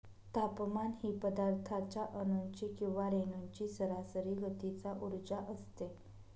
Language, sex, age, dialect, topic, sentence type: Marathi, male, 31-35, Northern Konkan, agriculture, statement